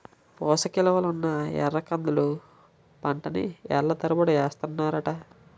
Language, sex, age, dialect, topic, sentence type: Telugu, male, 18-24, Utterandhra, agriculture, statement